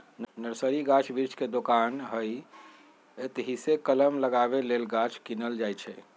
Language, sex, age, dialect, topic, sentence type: Magahi, male, 46-50, Western, agriculture, statement